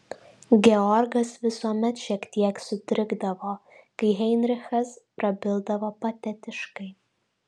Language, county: Lithuanian, Šiauliai